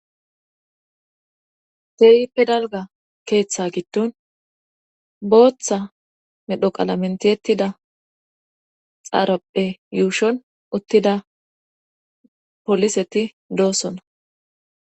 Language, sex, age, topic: Gamo, female, 25-35, government